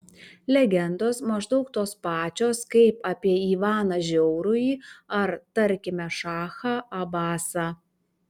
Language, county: Lithuanian, Kaunas